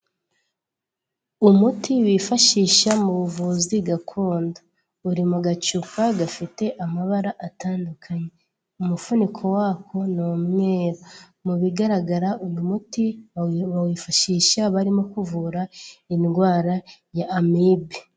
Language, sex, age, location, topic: Kinyarwanda, female, 18-24, Kigali, health